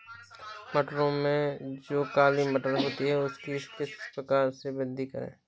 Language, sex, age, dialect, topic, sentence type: Hindi, male, 18-24, Awadhi Bundeli, agriculture, question